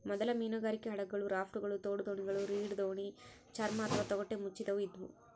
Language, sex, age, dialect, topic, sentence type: Kannada, female, 18-24, Central, agriculture, statement